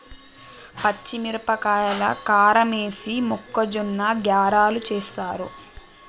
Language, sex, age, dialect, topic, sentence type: Telugu, female, 18-24, Telangana, agriculture, statement